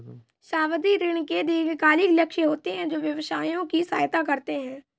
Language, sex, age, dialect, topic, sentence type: Hindi, male, 18-24, Kanauji Braj Bhasha, banking, statement